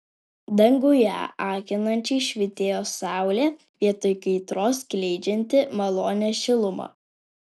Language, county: Lithuanian, Alytus